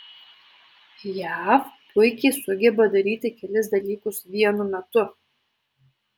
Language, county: Lithuanian, Alytus